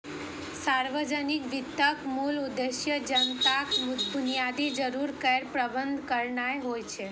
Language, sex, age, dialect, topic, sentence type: Maithili, female, 31-35, Eastern / Thethi, banking, statement